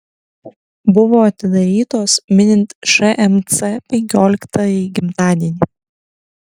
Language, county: Lithuanian, Kaunas